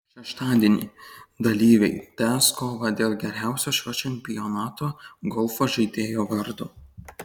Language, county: Lithuanian, Kaunas